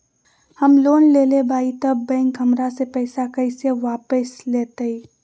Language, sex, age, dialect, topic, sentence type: Magahi, female, 25-30, Western, banking, question